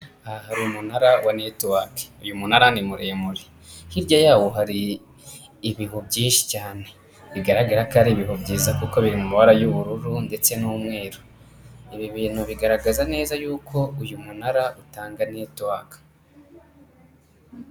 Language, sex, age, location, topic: Kinyarwanda, male, 25-35, Kigali, government